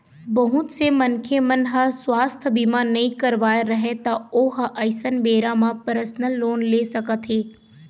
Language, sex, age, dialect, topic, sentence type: Chhattisgarhi, female, 18-24, Eastern, banking, statement